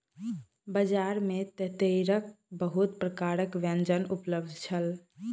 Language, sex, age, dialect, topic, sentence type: Maithili, female, 18-24, Southern/Standard, agriculture, statement